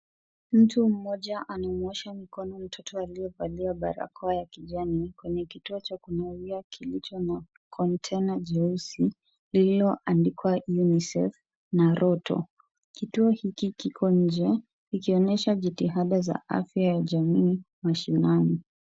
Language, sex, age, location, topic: Swahili, female, 36-49, Kisumu, health